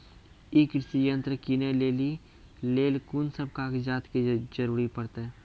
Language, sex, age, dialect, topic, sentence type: Maithili, male, 18-24, Angika, agriculture, question